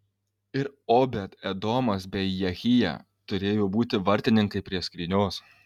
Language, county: Lithuanian, Kaunas